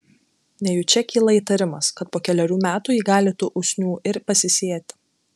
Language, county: Lithuanian, Klaipėda